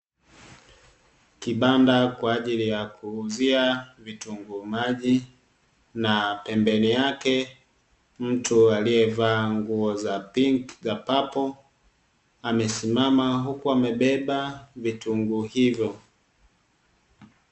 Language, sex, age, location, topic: Swahili, male, 25-35, Dar es Salaam, finance